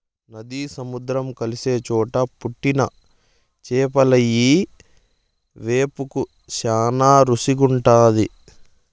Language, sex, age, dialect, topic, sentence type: Telugu, male, 25-30, Southern, agriculture, statement